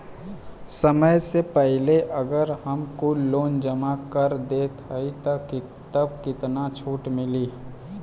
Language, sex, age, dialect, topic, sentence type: Bhojpuri, male, 18-24, Western, banking, question